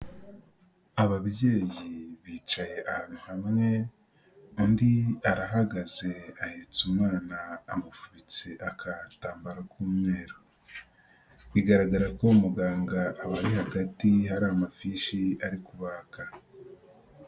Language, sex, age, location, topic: Kinyarwanda, male, 18-24, Nyagatare, health